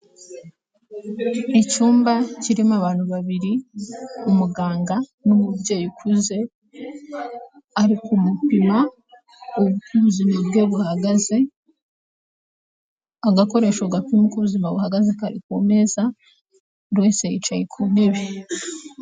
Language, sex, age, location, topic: Kinyarwanda, female, 25-35, Kigali, health